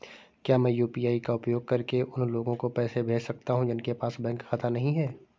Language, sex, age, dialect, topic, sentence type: Hindi, male, 18-24, Kanauji Braj Bhasha, banking, question